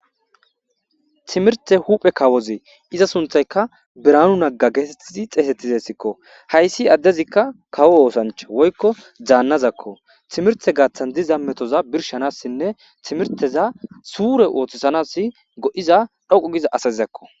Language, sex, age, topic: Gamo, male, 25-35, government